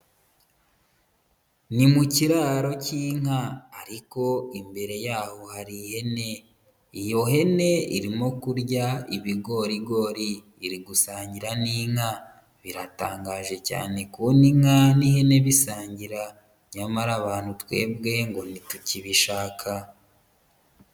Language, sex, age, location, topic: Kinyarwanda, female, 18-24, Huye, agriculture